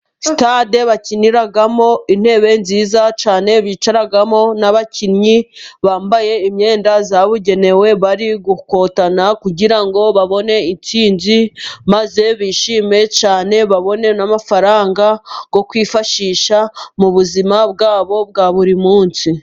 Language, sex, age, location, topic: Kinyarwanda, female, 25-35, Musanze, government